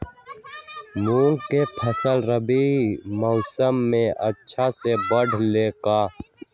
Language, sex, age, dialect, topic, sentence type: Magahi, male, 18-24, Western, agriculture, question